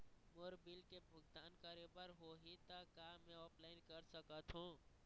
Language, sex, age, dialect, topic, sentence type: Chhattisgarhi, male, 18-24, Eastern, banking, question